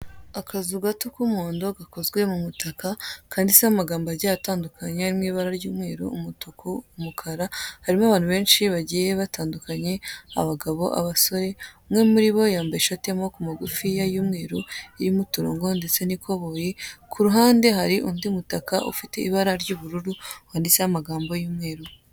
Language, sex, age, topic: Kinyarwanda, female, 18-24, finance